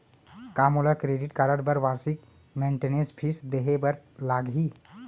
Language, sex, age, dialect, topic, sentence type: Chhattisgarhi, male, 18-24, Central, banking, question